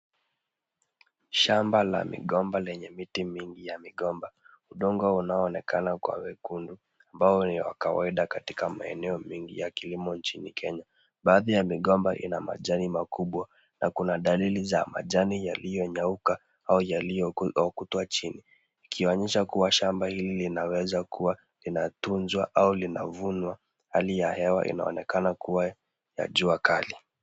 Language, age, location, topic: Swahili, 36-49, Kisumu, agriculture